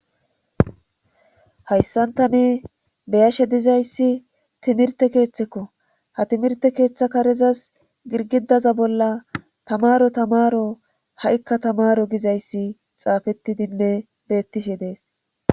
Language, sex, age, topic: Gamo, female, 18-24, government